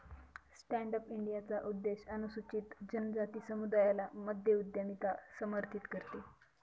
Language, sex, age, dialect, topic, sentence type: Marathi, female, 18-24, Northern Konkan, banking, statement